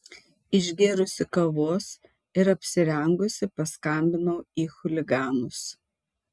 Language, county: Lithuanian, Tauragė